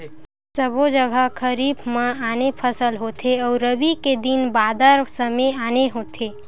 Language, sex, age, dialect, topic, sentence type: Chhattisgarhi, female, 18-24, Western/Budati/Khatahi, agriculture, statement